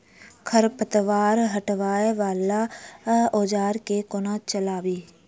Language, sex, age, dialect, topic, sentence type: Maithili, female, 46-50, Southern/Standard, agriculture, question